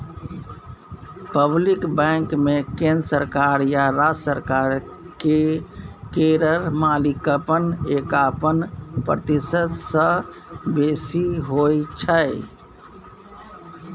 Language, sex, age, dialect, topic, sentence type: Maithili, male, 41-45, Bajjika, banking, statement